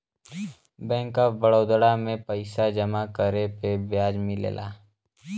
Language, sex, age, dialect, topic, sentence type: Bhojpuri, male, <18, Western, banking, statement